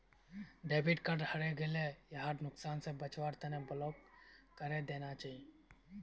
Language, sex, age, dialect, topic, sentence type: Magahi, male, 18-24, Northeastern/Surjapuri, banking, statement